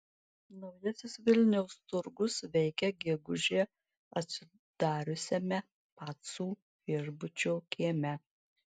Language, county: Lithuanian, Marijampolė